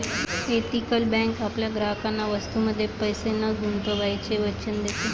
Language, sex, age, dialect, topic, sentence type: Marathi, female, 25-30, Varhadi, banking, statement